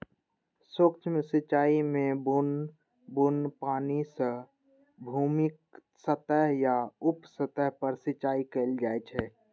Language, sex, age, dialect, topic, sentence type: Maithili, male, 18-24, Eastern / Thethi, agriculture, statement